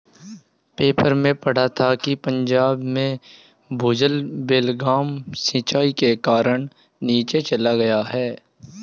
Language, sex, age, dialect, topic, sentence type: Hindi, male, 18-24, Hindustani Malvi Khadi Boli, agriculture, statement